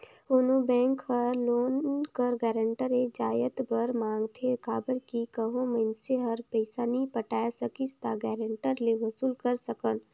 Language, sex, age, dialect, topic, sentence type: Chhattisgarhi, female, 18-24, Northern/Bhandar, banking, statement